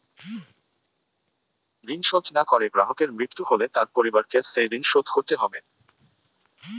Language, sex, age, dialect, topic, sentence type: Bengali, male, 18-24, Western, banking, question